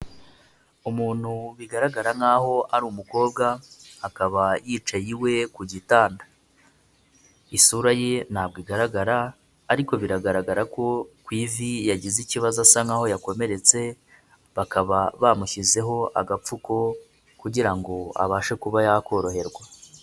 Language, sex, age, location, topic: Kinyarwanda, male, 25-35, Kigali, health